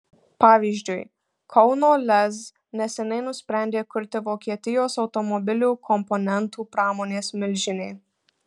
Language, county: Lithuanian, Marijampolė